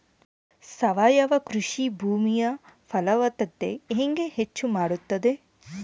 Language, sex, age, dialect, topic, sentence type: Kannada, female, 18-24, Central, agriculture, question